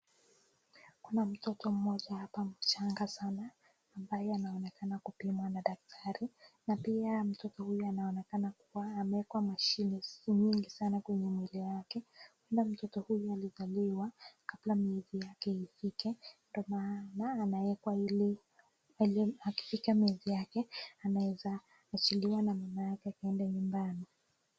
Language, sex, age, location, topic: Swahili, female, 25-35, Nakuru, health